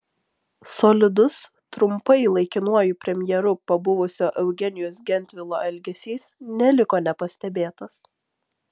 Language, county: Lithuanian, Vilnius